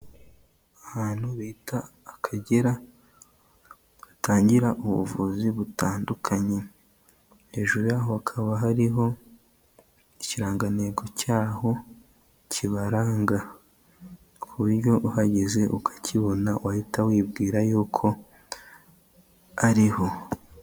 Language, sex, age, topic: Kinyarwanda, male, 18-24, health